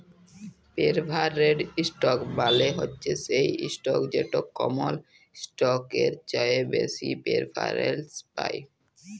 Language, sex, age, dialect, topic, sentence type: Bengali, male, 18-24, Jharkhandi, banking, statement